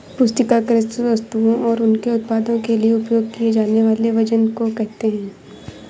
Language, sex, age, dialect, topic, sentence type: Hindi, female, 25-30, Awadhi Bundeli, agriculture, statement